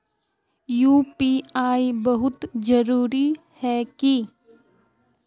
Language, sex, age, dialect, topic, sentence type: Magahi, female, 36-40, Northeastern/Surjapuri, banking, question